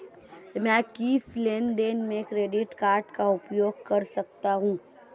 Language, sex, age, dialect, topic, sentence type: Hindi, female, 25-30, Marwari Dhudhari, banking, question